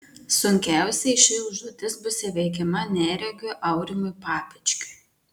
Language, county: Lithuanian, Marijampolė